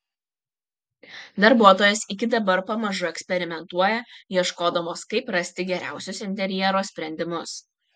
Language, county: Lithuanian, Kaunas